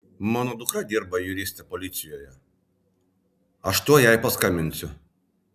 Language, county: Lithuanian, Vilnius